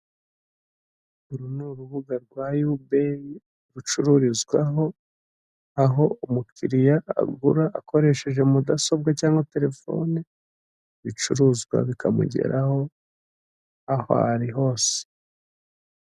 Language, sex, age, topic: Kinyarwanda, male, 25-35, finance